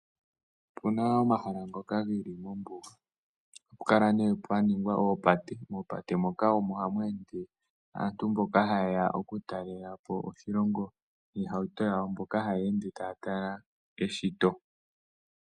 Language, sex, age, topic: Oshiwambo, male, 18-24, agriculture